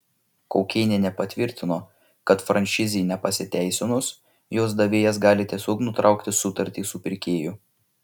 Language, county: Lithuanian, Šiauliai